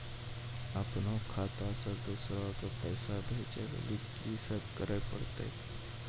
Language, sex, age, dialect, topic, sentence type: Maithili, male, 18-24, Angika, banking, question